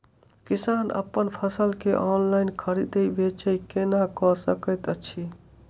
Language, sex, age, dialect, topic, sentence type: Maithili, male, 18-24, Southern/Standard, agriculture, question